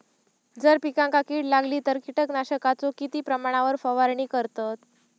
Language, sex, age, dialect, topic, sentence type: Marathi, female, 18-24, Southern Konkan, agriculture, question